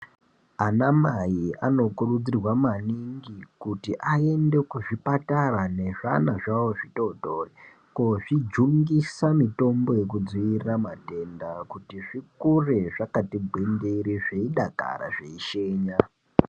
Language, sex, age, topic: Ndau, male, 18-24, health